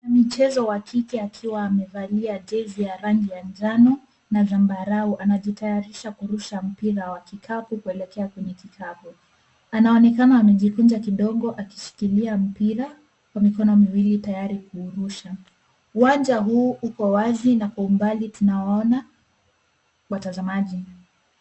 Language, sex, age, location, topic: Swahili, female, 18-24, Nairobi, education